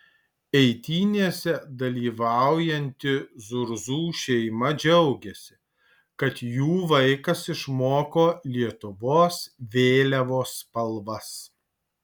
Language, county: Lithuanian, Alytus